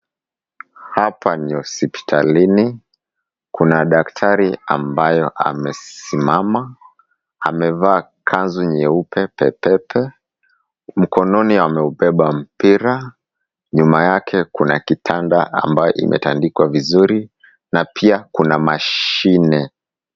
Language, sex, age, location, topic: Swahili, male, 25-35, Kisumu, health